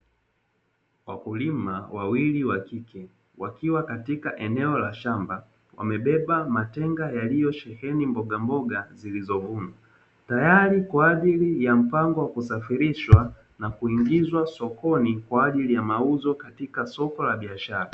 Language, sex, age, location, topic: Swahili, male, 18-24, Dar es Salaam, agriculture